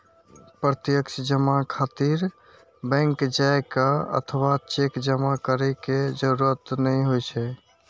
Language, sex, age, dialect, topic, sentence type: Maithili, male, 51-55, Eastern / Thethi, banking, statement